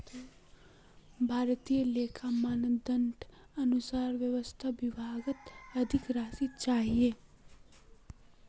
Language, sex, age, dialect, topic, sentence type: Magahi, female, 18-24, Northeastern/Surjapuri, banking, statement